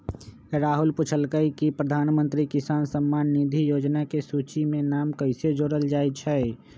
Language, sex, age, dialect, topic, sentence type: Magahi, male, 25-30, Western, agriculture, statement